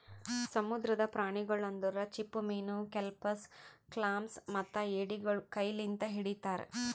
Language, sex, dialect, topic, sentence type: Kannada, female, Northeastern, agriculture, statement